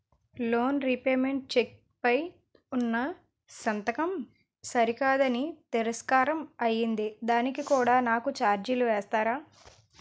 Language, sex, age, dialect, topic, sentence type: Telugu, female, 18-24, Utterandhra, banking, question